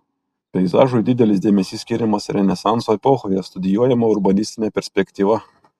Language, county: Lithuanian, Kaunas